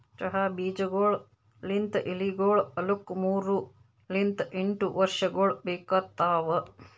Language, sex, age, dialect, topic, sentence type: Kannada, female, 25-30, Northeastern, agriculture, statement